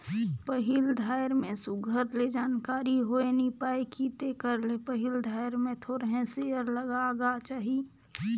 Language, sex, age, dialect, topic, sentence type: Chhattisgarhi, female, 41-45, Northern/Bhandar, banking, statement